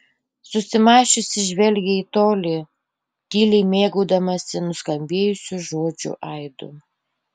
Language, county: Lithuanian, Panevėžys